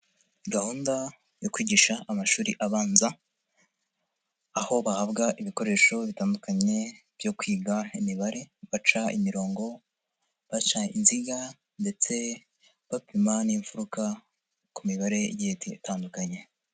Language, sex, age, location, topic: Kinyarwanda, male, 50+, Nyagatare, education